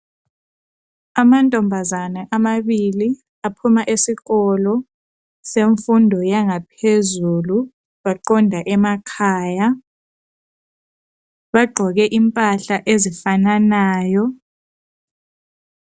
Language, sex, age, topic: North Ndebele, female, 25-35, education